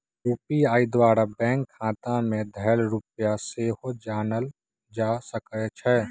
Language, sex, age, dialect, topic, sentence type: Magahi, male, 18-24, Western, banking, statement